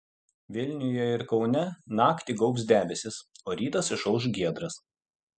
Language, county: Lithuanian, Utena